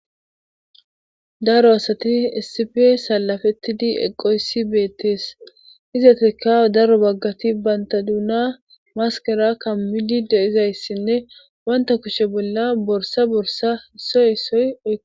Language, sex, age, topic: Gamo, female, 25-35, government